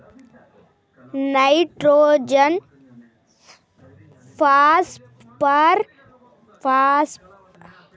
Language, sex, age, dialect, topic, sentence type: Telugu, female, 31-35, Telangana, agriculture, question